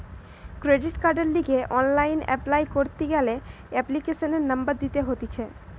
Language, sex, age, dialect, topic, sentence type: Bengali, male, 18-24, Western, banking, statement